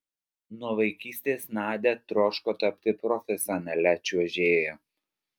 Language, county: Lithuanian, Alytus